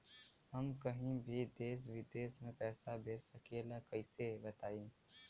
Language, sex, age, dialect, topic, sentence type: Bhojpuri, male, 18-24, Western, banking, question